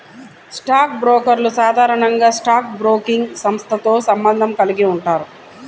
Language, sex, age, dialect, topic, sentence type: Telugu, female, 31-35, Central/Coastal, banking, statement